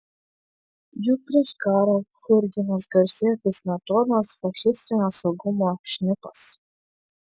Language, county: Lithuanian, Šiauliai